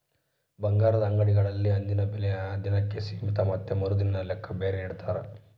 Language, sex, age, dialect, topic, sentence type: Kannada, male, 18-24, Central, banking, statement